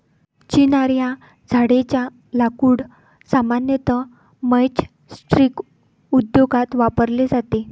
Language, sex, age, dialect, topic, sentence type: Marathi, female, 25-30, Varhadi, agriculture, statement